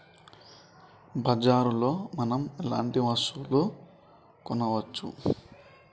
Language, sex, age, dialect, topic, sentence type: Telugu, male, 25-30, Telangana, agriculture, question